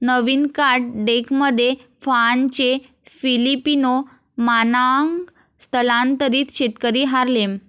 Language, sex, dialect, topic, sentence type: Marathi, female, Varhadi, agriculture, statement